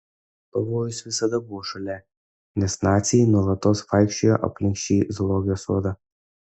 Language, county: Lithuanian, Kaunas